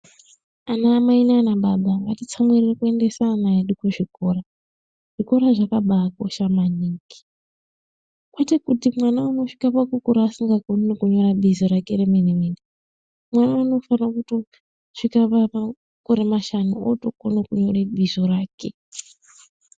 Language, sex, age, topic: Ndau, female, 25-35, education